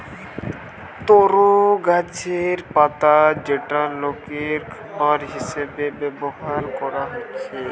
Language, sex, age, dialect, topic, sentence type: Bengali, male, 18-24, Western, agriculture, statement